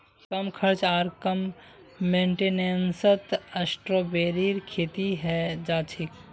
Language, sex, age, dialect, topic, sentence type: Magahi, male, 56-60, Northeastern/Surjapuri, agriculture, statement